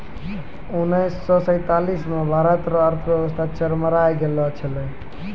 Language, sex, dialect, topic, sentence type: Maithili, male, Angika, banking, statement